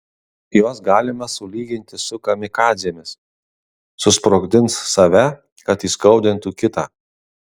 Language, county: Lithuanian, Kaunas